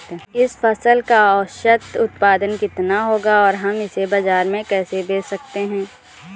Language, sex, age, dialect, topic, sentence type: Hindi, female, 18-24, Awadhi Bundeli, agriculture, question